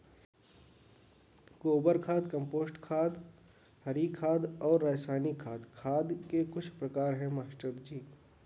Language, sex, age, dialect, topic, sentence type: Hindi, male, 60-100, Kanauji Braj Bhasha, agriculture, statement